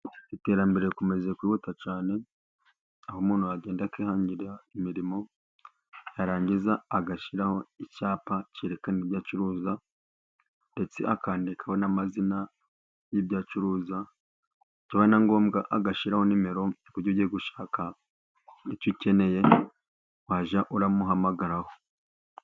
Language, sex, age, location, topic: Kinyarwanda, male, 25-35, Burera, finance